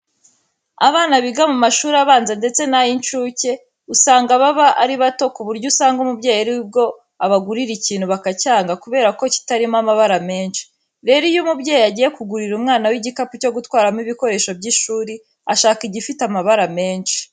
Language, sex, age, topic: Kinyarwanda, female, 18-24, education